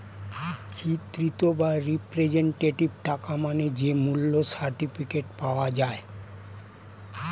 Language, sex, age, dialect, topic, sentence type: Bengali, male, 60-100, Standard Colloquial, banking, statement